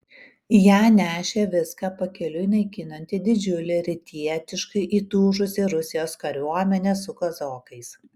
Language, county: Lithuanian, Kaunas